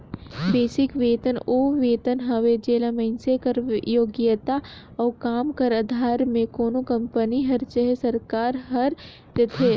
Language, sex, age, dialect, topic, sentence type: Chhattisgarhi, female, 18-24, Northern/Bhandar, banking, statement